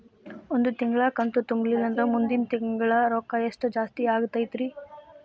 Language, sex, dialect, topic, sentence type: Kannada, female, Dharwad Kannada, banking, question